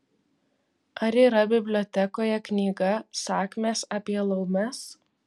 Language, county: Lithuanian, Vilnius